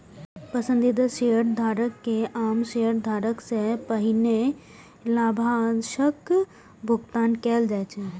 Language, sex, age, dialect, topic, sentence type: Maithili, female, 18-24, Eastern / Thethi, banking, statement